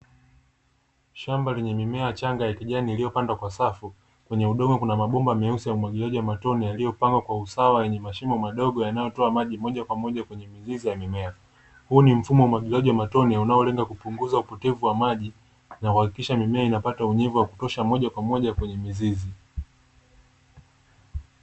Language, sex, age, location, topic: Swahili, male, 25-35, Dar es Salaam, agriculture